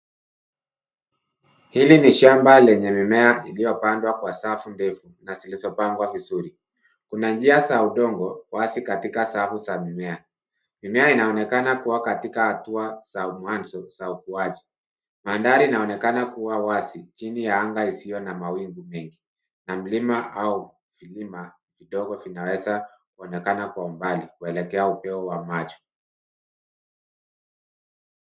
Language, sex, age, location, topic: Swahili, male, 50+, Nairobi, agriculture